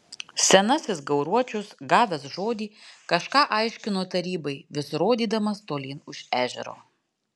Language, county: Lithuanian, Alytus